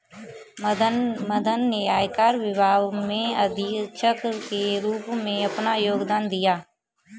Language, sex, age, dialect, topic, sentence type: Hindi, female, 18-24, Kanauji Braj Bhasha, banking, statement